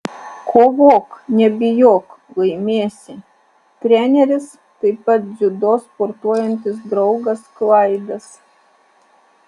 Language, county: Lithuanian, Alytus